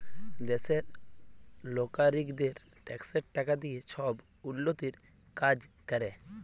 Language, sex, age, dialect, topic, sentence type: Bengali, male, 18-24, Jharkhandi, banking, statement